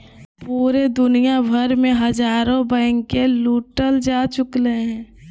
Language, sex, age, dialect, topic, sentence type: Magahi, female, 18-24, Southern, banking, statement